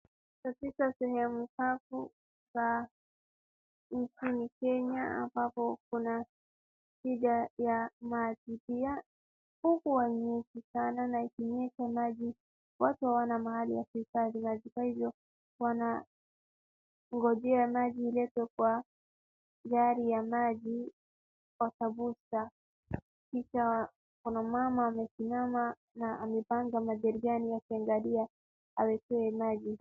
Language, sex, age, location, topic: Swahili, female, 18-24, Wajir, health